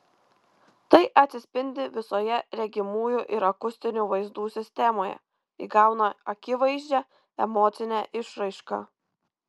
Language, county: Lithuanian, Kaunas